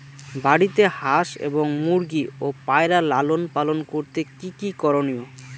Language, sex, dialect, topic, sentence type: Bengali, male, Rajbangshi, agriculture, question